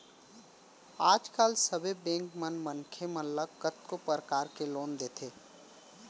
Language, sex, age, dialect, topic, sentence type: Chhattisgarhi, male, 18-24, Central, banking, statement